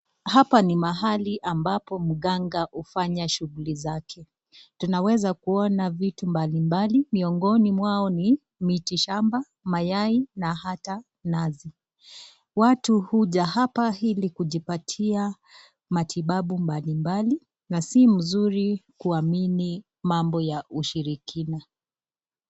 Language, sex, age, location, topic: Swahili, female, 25-35, Nakuru, health